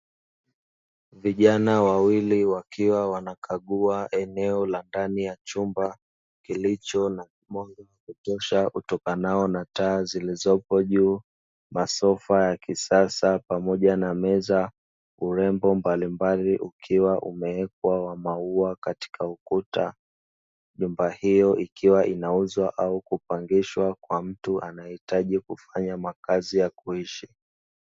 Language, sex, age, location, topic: Swahili, male, 25-35, Dar es Salaam, finance